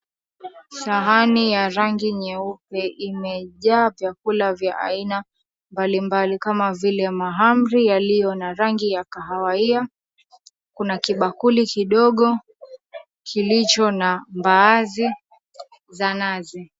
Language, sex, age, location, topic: Swahili, female, 25-35, Mombasa, agriculture